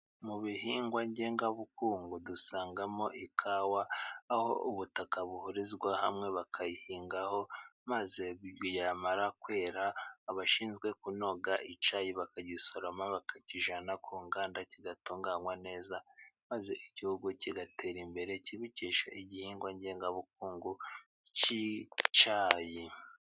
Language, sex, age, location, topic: Kinyarwanda, male, 36-49, Musanze, agriculture